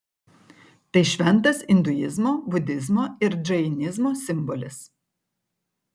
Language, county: Lithuanian, Kaunas